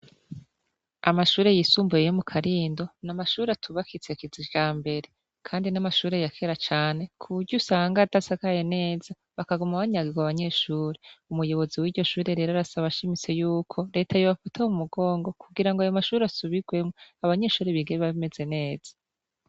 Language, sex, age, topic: Rundi, female, 25-35, education